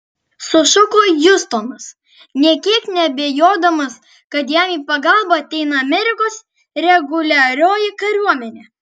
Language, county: Lithuanian, Kaunas